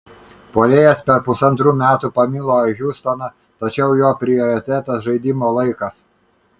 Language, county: Lithuanian, Kaunas